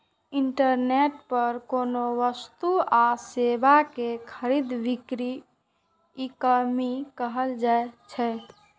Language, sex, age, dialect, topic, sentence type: Maithili, female, 46-50, Eastern / Thethi, banking, statement